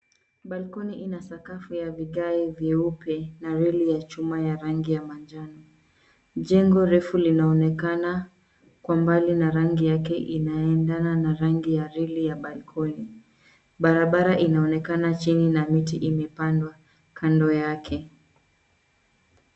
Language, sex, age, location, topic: Swahili, female, 18-24, Nairobi, finance